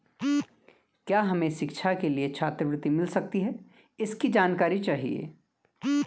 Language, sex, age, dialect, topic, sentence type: Hindi, male, 25-30, Garhwali, banking, question